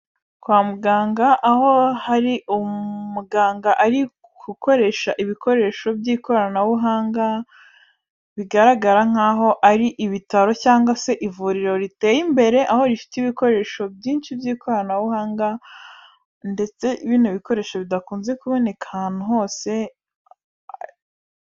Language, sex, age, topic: Kinyarwanda, female, 18-24, health